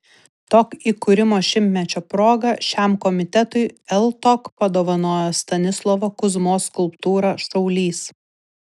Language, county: Lithuanian, Vilnius